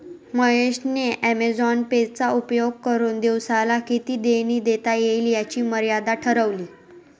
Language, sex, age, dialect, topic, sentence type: Marathi, female, 18-24, Northern Konkan, banking, statement